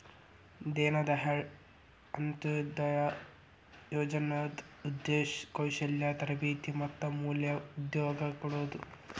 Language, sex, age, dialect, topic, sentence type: Kannada, male, 46-50, Dharwad Kannada, banking, statement